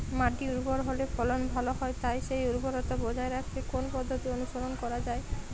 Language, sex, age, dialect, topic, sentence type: Bengali, female, 25-30, Jharkhandi, agriculture, question